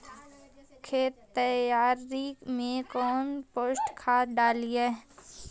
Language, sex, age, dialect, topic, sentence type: Magahi, male, 18-24, Central/Standard, agriculture, question